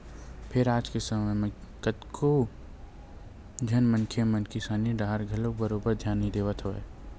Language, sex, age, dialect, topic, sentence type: Chhattisgarhi, male, 18-24, Western/Budati/Khatahi, agriculture, statement